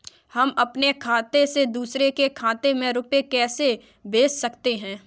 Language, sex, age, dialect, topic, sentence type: Hindi, female, 46-50, Kanauji Braj Bhasha, banking, question